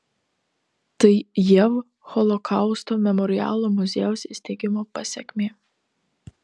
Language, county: Lithuanian, Telšiai